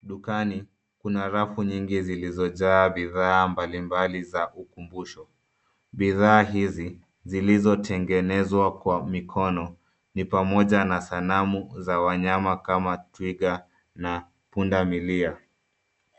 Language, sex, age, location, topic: Swahili, male, 25-35, Nairobi, finance